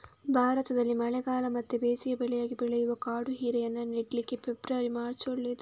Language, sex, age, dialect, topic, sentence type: Kannada, female, 31-35, Coastal/Dakshin, agriculture, statement